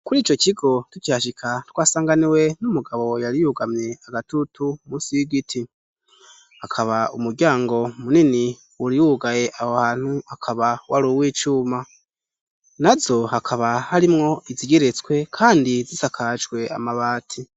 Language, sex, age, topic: Rundi, male, 18-24, education